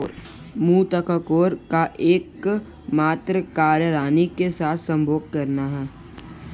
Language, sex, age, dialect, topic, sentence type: Hindi, male, 25-30, Kanauji Braj Bhasha, agriculture, statement